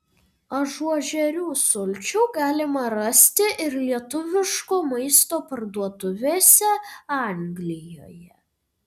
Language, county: Lithuanian, Vilnius